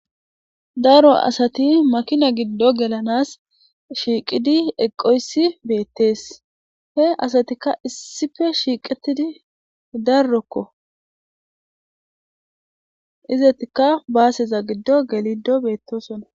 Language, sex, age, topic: Gamo, female, 25-35, government